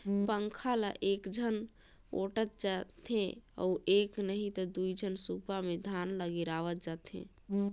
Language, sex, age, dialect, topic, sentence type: Chhattisgarhi, female, 31-35, Northern/Bhandar, agriculture, statement